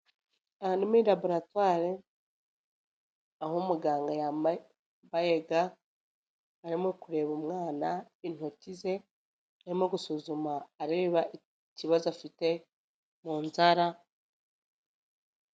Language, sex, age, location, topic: Kinyarwanda, female, 25-35, Nyagatare, health